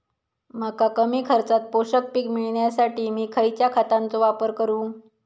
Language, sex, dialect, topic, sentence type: Marathi, female, Southern Konkan, agriculture, question